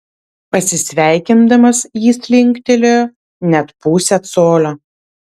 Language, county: Lithuanian, Vilnius